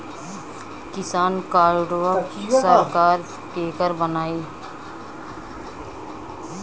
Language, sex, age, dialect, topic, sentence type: Bhojpuri, female, 25-30, Western, agriculture, question